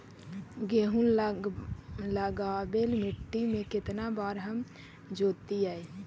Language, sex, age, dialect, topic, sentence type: Magahi, female, 25-30, Central/Standard, agriculture, question